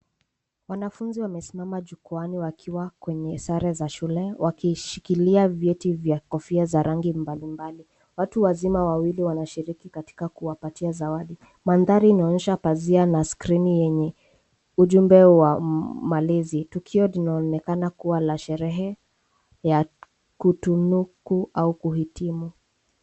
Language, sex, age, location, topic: Swahili, female, 18-24, Nairobi, education